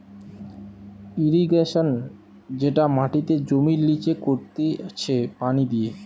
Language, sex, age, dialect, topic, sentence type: Bengali, male, 18-24, Western, agriculture, statement